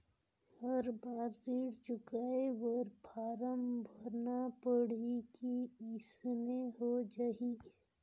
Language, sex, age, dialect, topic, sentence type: Chhattisgarhi, female, 31-35, Northern/Bhandar, banking, question